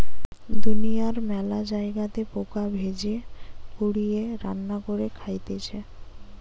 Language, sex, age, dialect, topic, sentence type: Bengali, female, 18-24, Western, agriculture, statement